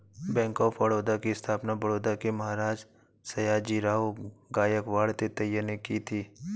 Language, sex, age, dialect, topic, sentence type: Hindi, male, 31-35, Awadhi Bundeli, banking, statement